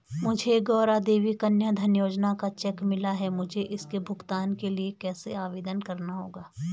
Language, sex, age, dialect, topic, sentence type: Hindi, female, 41-45, Garhwali, banking, question